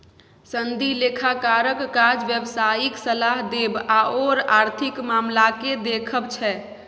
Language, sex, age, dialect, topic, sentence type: Maithili, female, 25-30, Bajjika, banking, statement